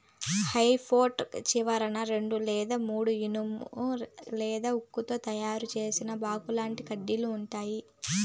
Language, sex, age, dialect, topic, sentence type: Telugu, female, 25-30, Southern, agriculture, statement